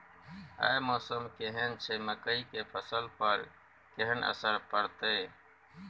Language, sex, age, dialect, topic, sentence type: Maithili, male, 41-45, Bajjika, agriculture, question